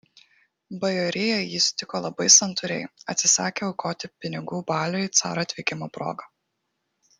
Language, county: Lithuanian, Kaunas